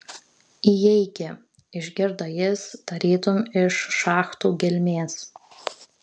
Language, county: Lithuanian, Kaunas